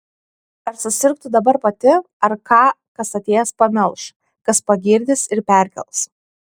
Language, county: Lithuanian, Kaunas